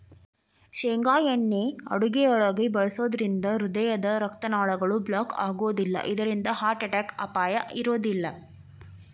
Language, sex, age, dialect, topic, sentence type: Kannada, female, 18-24, Dharwad Kannada, agriculture, statement